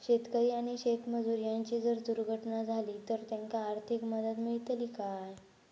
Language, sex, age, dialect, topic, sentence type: Marathi, female, 18-24, Southern Konkan, agriculture, question